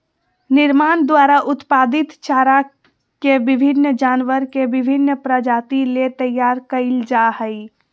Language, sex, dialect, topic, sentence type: Magahi, female, Southern, agriculture, statement